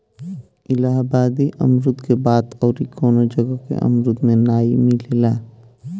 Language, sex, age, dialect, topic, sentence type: Bhojpuri, male, 25-30, Northern, agriculture, statement